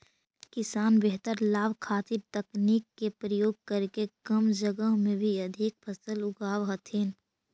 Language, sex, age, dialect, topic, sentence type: Magahi, female, 46-50, Central/Standard, agriculture, statement